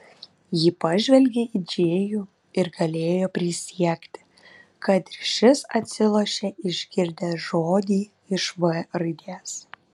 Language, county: Lithuanian, Vilnius